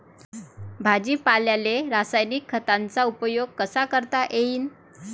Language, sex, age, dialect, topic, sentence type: Marathi, female, 25-30, Varhadi, agriculture, question